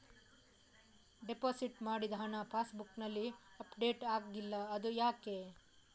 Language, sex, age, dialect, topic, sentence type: Kannada, female, 18-24, Coastal/Dakshin, banking, question